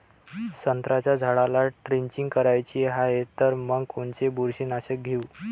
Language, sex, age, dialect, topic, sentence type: Marathi, male, 18-24, Varhadi, agriculture, question